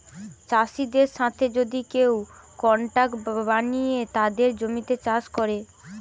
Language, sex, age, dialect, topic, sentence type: Bengali, female, 18-24, Western, agriculture, statement